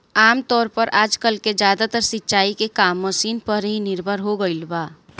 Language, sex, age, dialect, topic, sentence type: Bhojpuri, female, 18-24, Southern / Standard, agriculture, statement